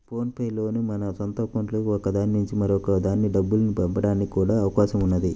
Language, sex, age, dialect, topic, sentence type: Telugu, male, 25-30, Central/Coastal, banking, statement